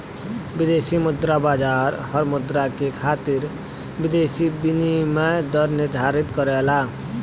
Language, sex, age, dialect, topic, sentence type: Bhojpuri, male, 60-100, Western, banking, statement